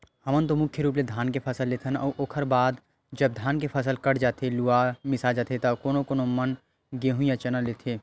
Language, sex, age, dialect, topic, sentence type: Chhattisgarhi, male, 25-30, Western/Budati/Khatahi, agriculture, statement